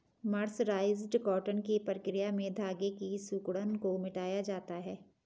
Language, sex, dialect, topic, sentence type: Hindi, female, Garhwali, agriculture, statement